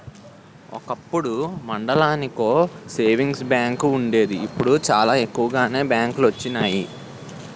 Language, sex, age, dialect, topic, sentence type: Telugu, male, 18-24, Utterandhra, banking, statement